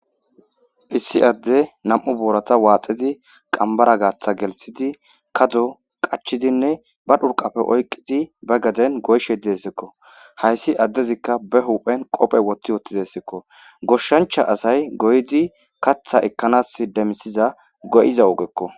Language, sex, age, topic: Gamo, male, 25-35, agriculture